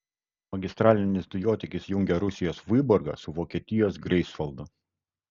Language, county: Lithuanian, Kaunas